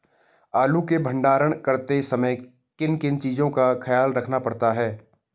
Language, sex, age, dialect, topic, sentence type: Hindi, male, 18-24, Garhwali, agriculture, question